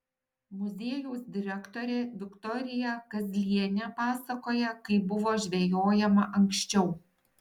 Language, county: Lithuanian, Šiauliai